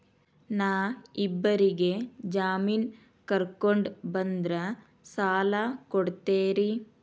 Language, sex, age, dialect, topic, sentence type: Kannada, female, 36-40, Dharwad Kannada, banking, question